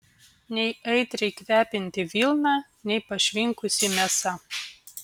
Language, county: Lithuanian, Vilnius